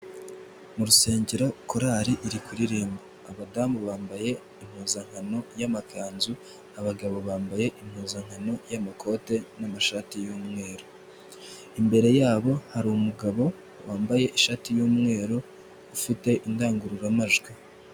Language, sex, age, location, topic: Kinyarwanda, male, 18-24, Nyagatare, finance